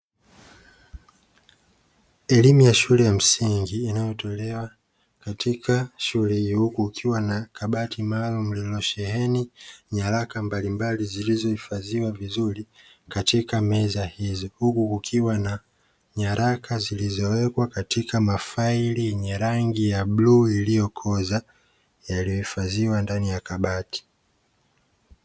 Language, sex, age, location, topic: Swahili, male, 25-35, Dar es Salaam, education